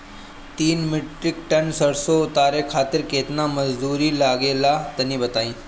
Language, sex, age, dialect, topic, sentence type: Bhojpuri, male, 25-30, Northern, agriculture, question